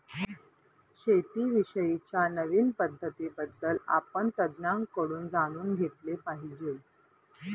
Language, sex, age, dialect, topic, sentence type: Marathi, female, 31-35, Northern Konkan, agriculture, statement